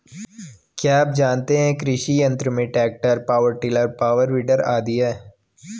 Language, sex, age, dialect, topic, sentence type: Hindi, male, 18-24, Garhwali, agriculture, statement